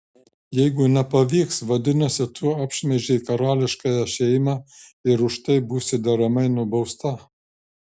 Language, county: Lithuanian, Šiauliai